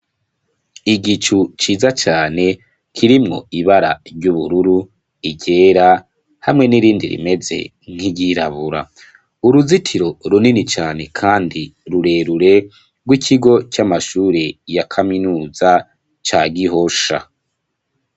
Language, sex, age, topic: Rundi, male, 25-35, education